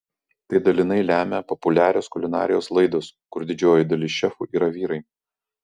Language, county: Lithuanian, Vilnius